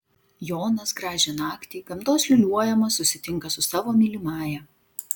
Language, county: Lithuanian, Vilnius